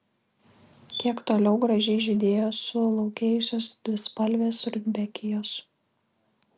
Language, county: Lithuanian, Kaunas